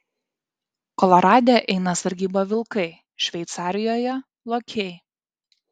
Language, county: Lithuanian, Kaunas